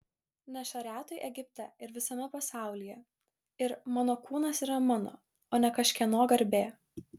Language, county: Lithuanian, Klaipėda